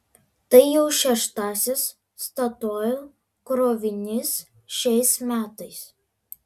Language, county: Lithuanian, Alytus